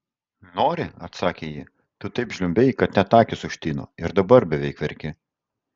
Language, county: Lithuanian, Kaunas